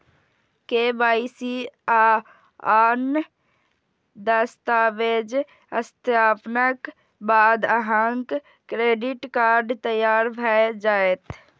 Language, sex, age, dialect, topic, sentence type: Maithili, female, 18-24, Eastern / Thethi, banking, statement